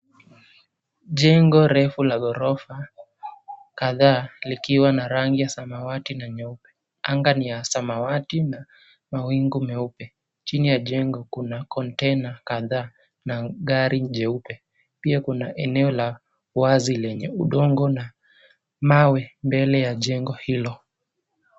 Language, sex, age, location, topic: Swahili, male, 18-24, Nairobi, finance